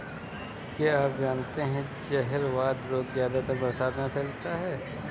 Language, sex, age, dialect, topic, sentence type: Hindi, male, 18-24, Kanauji Braj Bhasha, agriculture, statement